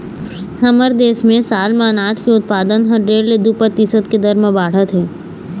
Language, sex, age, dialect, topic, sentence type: Chhattisgarhi, female, 18-24, Eastern, agriculture, statement